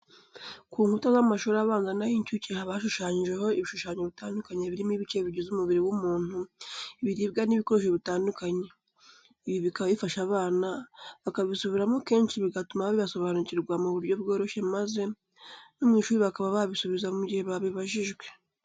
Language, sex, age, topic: Kinyarwanda, female, 18-24, education